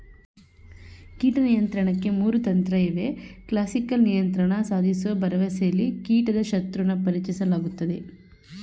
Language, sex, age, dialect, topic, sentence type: Kannada, female, 31-35, Mysore Kannada, agriculture, statement